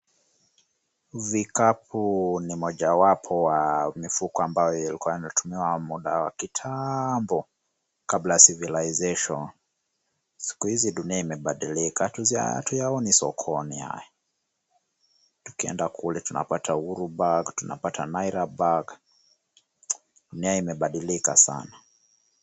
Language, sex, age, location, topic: Swahili, male, 25-35, Kisumu, finance